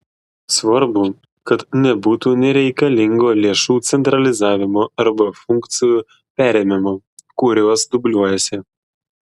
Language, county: Lithuanian, Klaipėda